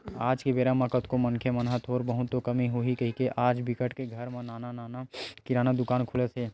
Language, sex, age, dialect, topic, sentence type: Chhattisgarhi, male, 18-24, Western/Budati/Khatahi, agriculture, statement